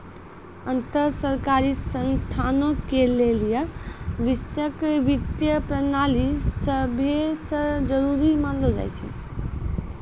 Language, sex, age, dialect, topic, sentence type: Maithili, female, 25-30, Angika, banking, statement